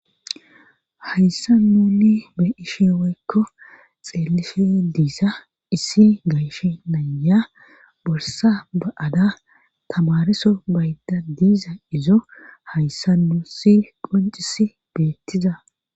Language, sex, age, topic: Gamo, female, 36-49, government